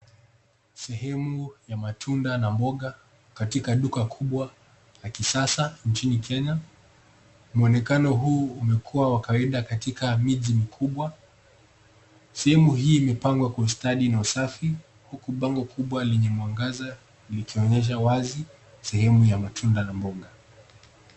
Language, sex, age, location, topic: Swahili, male, 18-24, Nairobi, finance